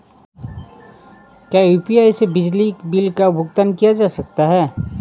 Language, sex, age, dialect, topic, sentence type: Hindi, male, 31-35, Awadhi Bundeli, banking, question